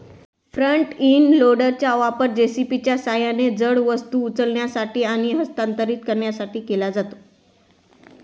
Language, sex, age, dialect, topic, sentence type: Marathi, female, 25-30, Standard Marathi, agriculture, statement